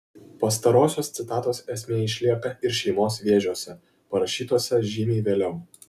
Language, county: Lithuanian, Kaunas